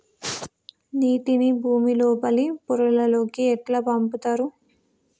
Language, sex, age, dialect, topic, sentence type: Telugu, female, 18-24, Telangana, agriculture, question